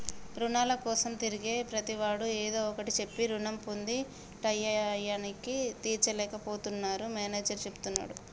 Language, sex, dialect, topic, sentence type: Telugu, male, Telangana, banking, statement